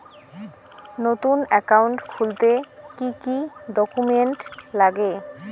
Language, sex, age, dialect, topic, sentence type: Bengali, female, 25-30, Rajbangshi, banking, question